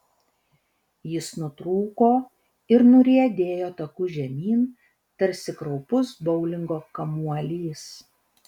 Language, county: Lithuanian, Vilnius